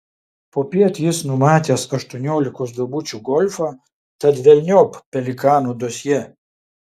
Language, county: Lithuanian, Šiauliai